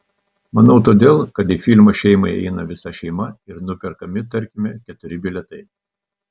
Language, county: Lithuanian, Telšiai